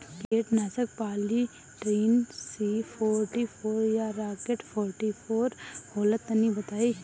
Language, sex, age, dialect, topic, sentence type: Bhojpuri, female, 18-24, Northern, agriculture, question